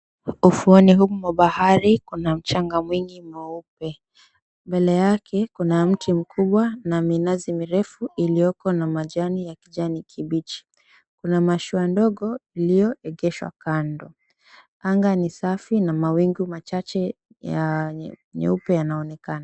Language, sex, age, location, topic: Swahili, female, 25-35, Mombasa, agriculture